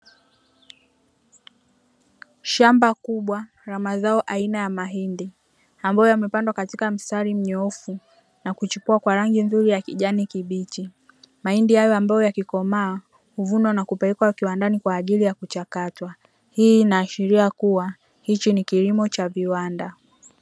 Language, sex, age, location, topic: Swahili, female, 18-24, Dar es Salaam, agriculture